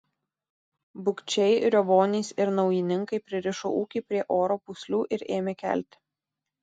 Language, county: Lithuanian, Tauragė